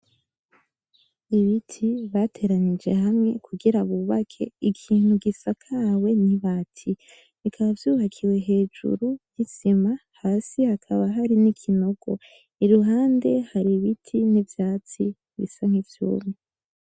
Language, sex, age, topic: Rundi, female, 18-24, agriculture